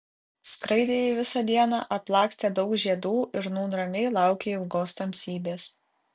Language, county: Lithuanian, Kaunas